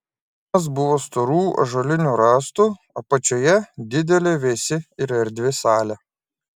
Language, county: Lithuanian, Klaipėda